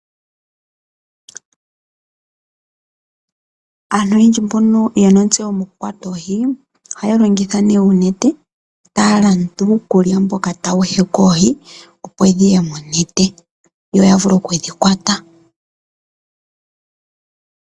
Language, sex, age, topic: Oshiwambo, female, 25-35, agriculture